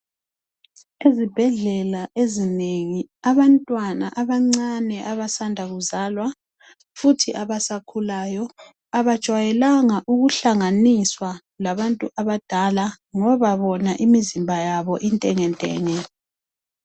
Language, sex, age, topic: North Ndebele, female, 25-35, health